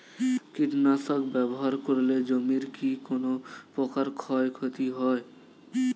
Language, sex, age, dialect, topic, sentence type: Bengali, male, 18-24, Standard Colloquial, agriculture, question